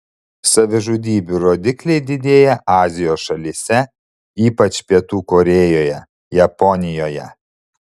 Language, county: Lithuanian, Šiauliai